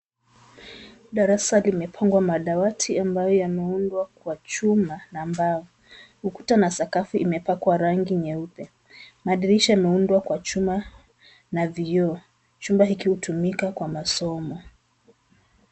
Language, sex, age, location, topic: Swahili, female, 25-35, Nairobi, education